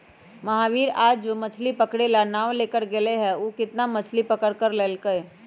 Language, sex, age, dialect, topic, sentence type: Magahi, female, 31-35, Western, agriculture, statement